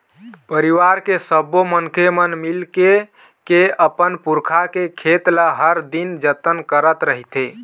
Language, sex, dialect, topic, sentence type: Chhattisgarhi, male, Eastern, agriculture, statement